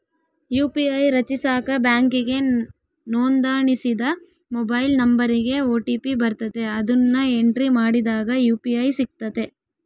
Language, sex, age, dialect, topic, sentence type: Kannada, female, 18-24, Central, banking, statement